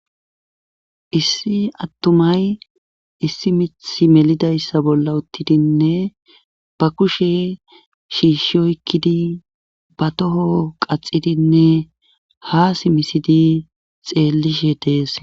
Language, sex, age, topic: Gamo, male, 18-24, government